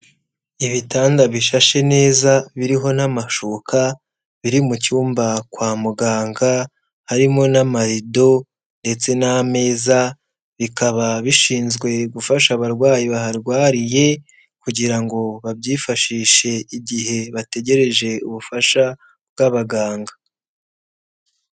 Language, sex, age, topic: Kinyarwanda, male, 18-24, health